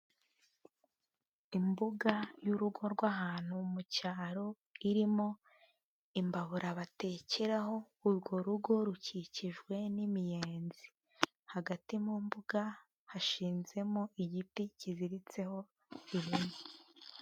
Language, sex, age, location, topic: Kinyarwanda, female, 18-24, Huye, agriculture